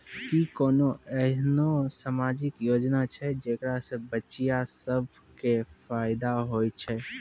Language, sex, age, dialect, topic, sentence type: Maithili, male, 18-24, Angika, banking, statement